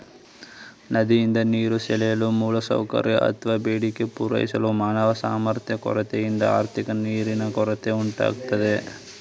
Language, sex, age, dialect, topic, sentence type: Kannada, male, 18-24, Mysore Kannada, agriculture, statement